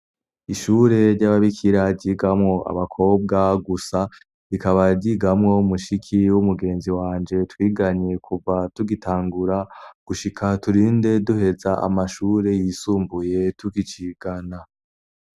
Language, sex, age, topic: Rundi, male, 18-24, education